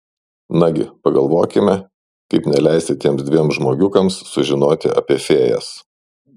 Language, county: Lithuanian, Šiauliai